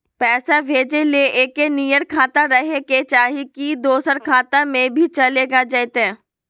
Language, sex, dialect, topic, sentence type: Magahi, female, Southern, banking, question